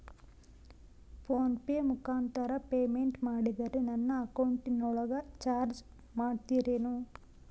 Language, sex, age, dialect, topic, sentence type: Kannada, female, 18-24, Central, banking, question